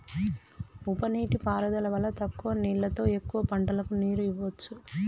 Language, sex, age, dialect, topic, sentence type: Telugu, female, 31-35, Telangana, agriculture, statement